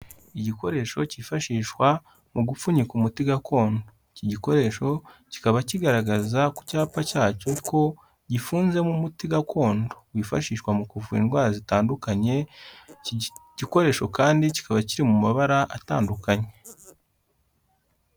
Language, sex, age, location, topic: Kinyarwanda, male, 18-24, Kigali, health